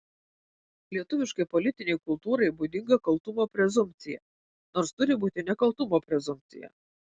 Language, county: Lithuanian, Vilnius